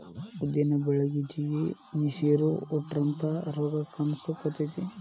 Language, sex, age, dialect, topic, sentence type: Kannada, male, 18-24, Dharwad Kannada, agriculture, statement